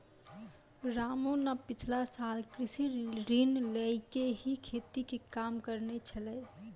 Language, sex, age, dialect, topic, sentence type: Maithili, female, 25-30, Angika, agriculture, statement